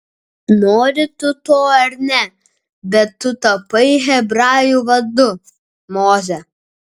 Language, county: Lithuanian, Kaunas